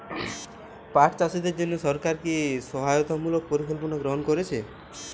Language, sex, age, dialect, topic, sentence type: Bengali, male, 18-24, Jharkhandi, agriculture, question